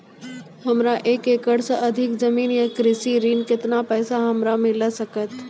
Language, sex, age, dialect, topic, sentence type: Maithili, female, 18-24, Angika, banking, question